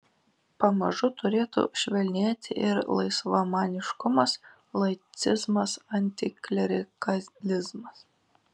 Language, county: Lithuanian, Vilnius